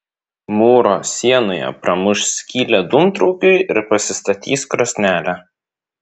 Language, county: Lithuanian, Vilnius